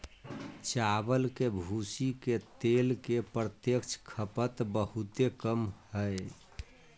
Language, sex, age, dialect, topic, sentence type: Magahi, male, 25-30, Southern, agriculture, statement